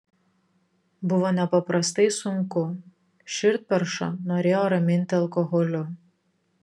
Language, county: Lithuanian, Vilnius